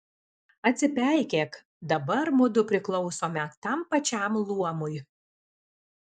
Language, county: Lithuanian, Alytus